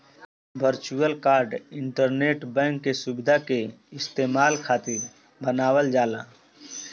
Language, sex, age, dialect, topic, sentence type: Bhojpuri, male, 18-24, Northern, banking, statement